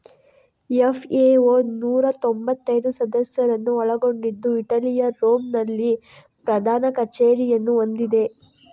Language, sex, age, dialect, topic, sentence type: Kannada, female, 51-55, Coastal/Dakshin, agriculture, statement